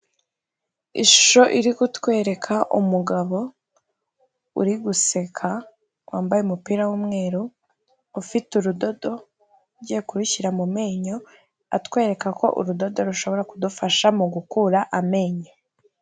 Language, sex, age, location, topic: Kinyarwanda, female, 36-49, Kigali, health